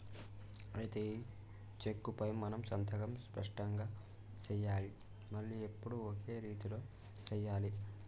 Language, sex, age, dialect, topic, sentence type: Telugu, male, 18-24, Telangana, banking, statement